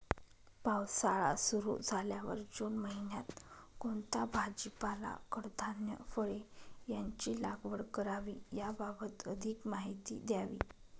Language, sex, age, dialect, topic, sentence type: Marathi, female, 25-30, Northern Konkan, agriculture, question